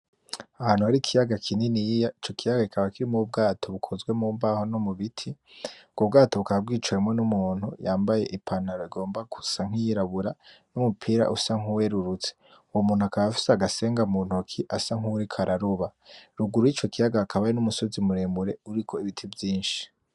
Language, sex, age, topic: Rundi, male, 18-24, agriculture